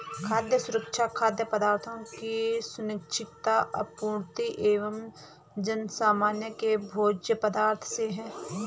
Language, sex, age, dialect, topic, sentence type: Hindi, female, 25-30, Garhwali, agriculture, statement